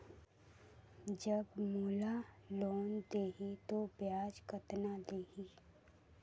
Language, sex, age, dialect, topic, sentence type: Chhattisgarhi, female, 18-24, Northern/Bhandar, banking, question